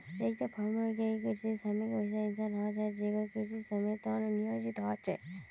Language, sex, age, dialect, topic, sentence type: Magahi, female, 18-24, Northeastern/Surjapuri, agriculture, statement